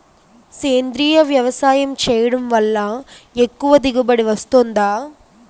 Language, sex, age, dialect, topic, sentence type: Telugu, female, 18-24, Utterandhra, agriculture, question